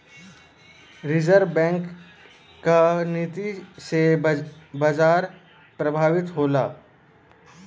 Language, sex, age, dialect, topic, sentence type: Bhojpuri, male, 18-24, Western, banking, statement